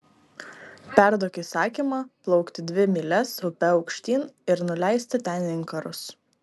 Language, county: Lithuanian, Klaipėda